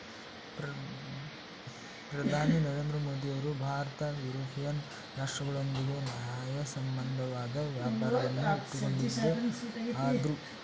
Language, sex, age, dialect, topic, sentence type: Kannada, male, 18-24, Mysore Kannada, banking, statement